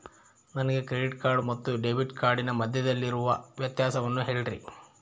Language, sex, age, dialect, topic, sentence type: Kannada, male, 31-35, Central, banking, question